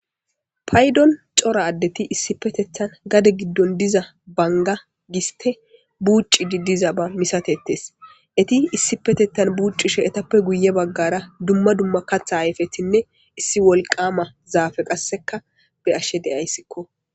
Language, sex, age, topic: Gamo, female, 18-24, government